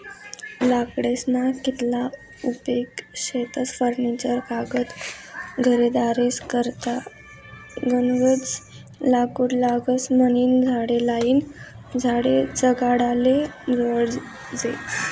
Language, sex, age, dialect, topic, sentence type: Marathi, female, 18-24, Northern Konkan, agriculture, statement